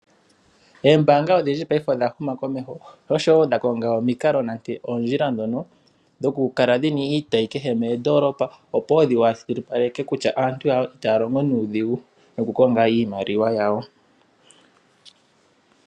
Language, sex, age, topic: Oshiwambo, male, 18-24, finance